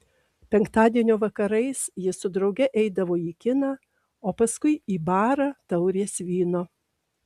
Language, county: Lithuanian, Alytus